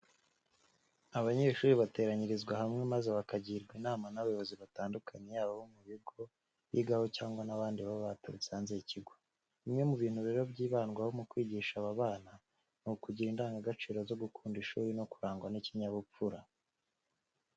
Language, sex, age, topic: Kinyarwanda, male, 18-24, education